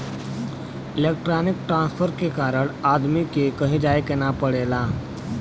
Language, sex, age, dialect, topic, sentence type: Bhojpuri, male, 60-100, Western, banking, statement